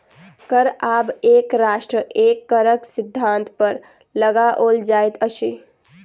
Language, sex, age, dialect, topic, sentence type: Maithili, female, 18-24, Southern/Standard, banking, statement